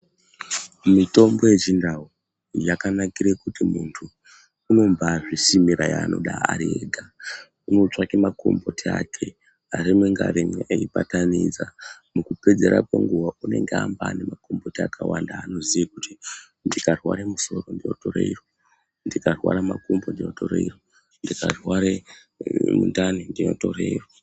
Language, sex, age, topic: Ndau, male, 18-24, health